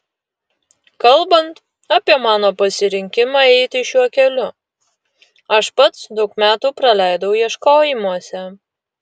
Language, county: Lithuanian, Utena